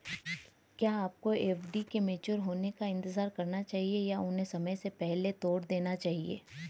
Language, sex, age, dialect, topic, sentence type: Hindi, female, 31-35, Hindustani Malvi Khadi Boli, banking, question